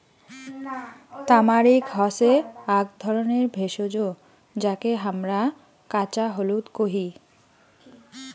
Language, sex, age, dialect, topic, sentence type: Bengali, female, 25-30, Rajbangshi, agriculture, statement